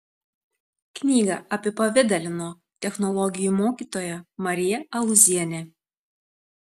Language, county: Lithuanian, Tauragė